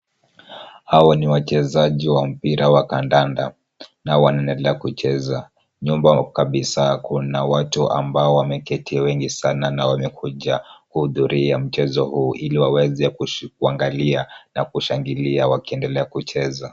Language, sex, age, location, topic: Swahili, female, 25-35, Kisumu, government